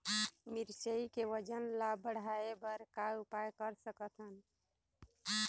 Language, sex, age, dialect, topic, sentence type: Chhattisgarhi, female, 56-60, Eastern, agriculture, question